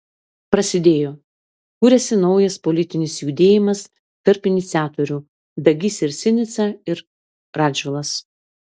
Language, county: Lithuanian, Klaipėda